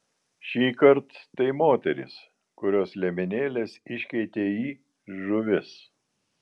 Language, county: Lithuanian, Vilnius